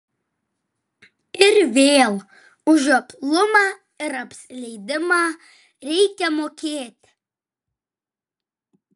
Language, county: Lithuanian, Vilnius